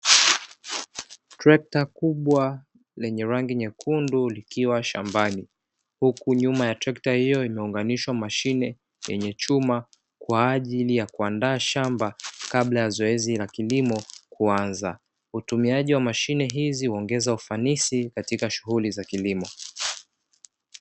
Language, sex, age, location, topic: Swahili, male, 25-35, Dar es Salaam, agriculture